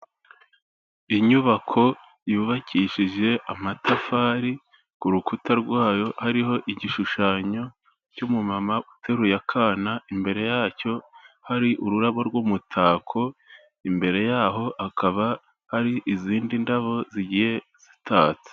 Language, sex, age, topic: Kinyarwanda, male, 18-24, government